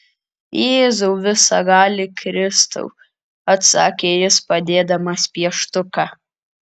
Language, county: Lithuanian, Kaunas